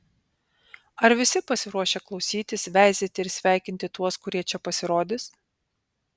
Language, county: Lithuanian, Panevėžys